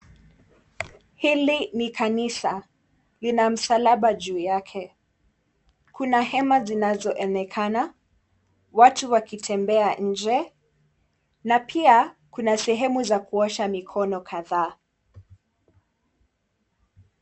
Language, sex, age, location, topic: Swahili, female, 18-24, Mombasa, government